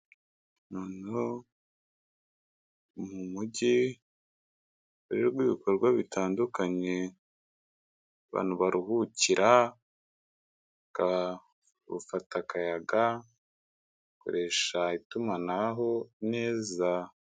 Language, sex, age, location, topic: Kinyarwanda, male, 25-35, Kigali, government